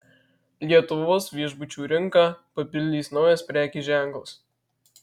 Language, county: Lithuanian, Marijampolė